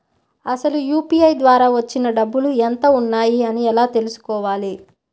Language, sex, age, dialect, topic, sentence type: Telugu, female, 18-24, Central/Coastal, banking, question